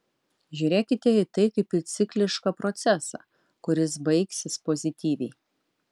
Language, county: Lithuanian, Utena